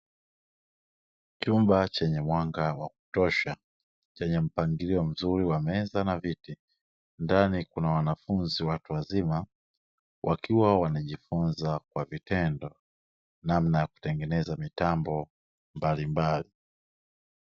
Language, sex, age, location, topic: Swahili, male, 25-35, Dar es Salaam, education